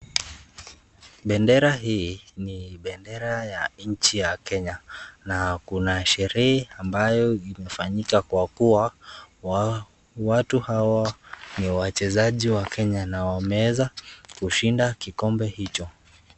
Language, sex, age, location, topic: Swahili, male, 36-49, Nakuru, education